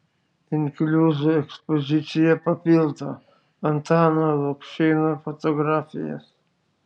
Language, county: Lithuanian, Šiauliai